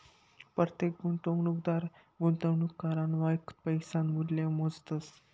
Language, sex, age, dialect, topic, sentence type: Marathi, male, 25-30, Northern Konkan, banking, statement